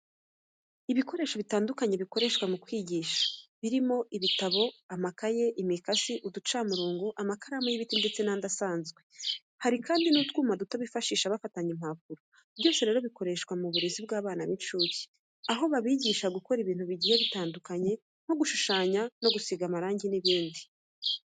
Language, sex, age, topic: Kinyarwanda, female, 25-35, education